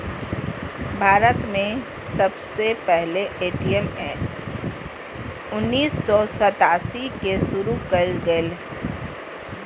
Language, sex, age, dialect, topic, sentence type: Magahi, female, 46-50, Southern, banking, statement